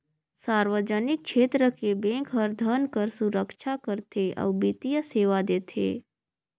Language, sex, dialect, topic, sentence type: Chhattisgarhi, female, Northern/Bhandar, banking, statement